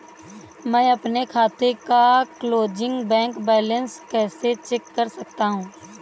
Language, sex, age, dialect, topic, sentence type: Hindi, female, 18-24, Awadhi Bundeli, banking, question